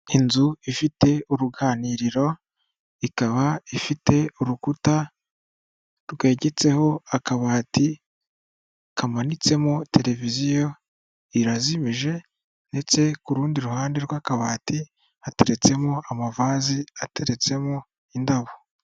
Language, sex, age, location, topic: Kinyarwanda, female, 25-35, Kigali, finance